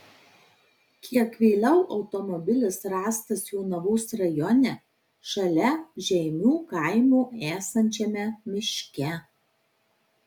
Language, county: Lithuanian, Marijampolė